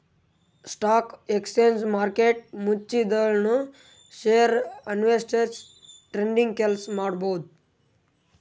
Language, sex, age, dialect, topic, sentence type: Kannada, male, 18-24, Northeastern, banking, statement